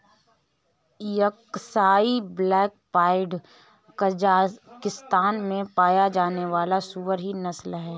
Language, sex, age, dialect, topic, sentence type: Hindi, female, 31-35, Marwari Dhudhari, agriculture, statement